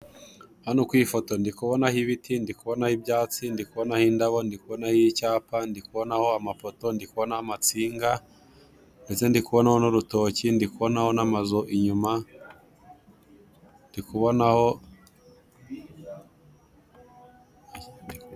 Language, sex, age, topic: Kinyarwanda, male, 18-24, government